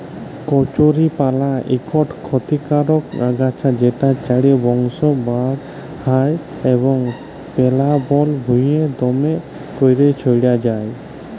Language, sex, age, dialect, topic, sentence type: Bengali, male, 25-30, Jharkhandi, agriculture, statement